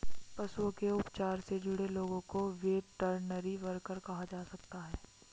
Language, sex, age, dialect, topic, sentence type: Hindi, female, 60-100, Marwari Dhudhari, agriculture, statement